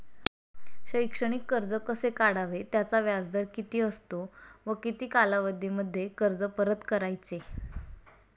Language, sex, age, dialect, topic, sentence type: Marathi, female, 18-24, Standard Marathi, banking, question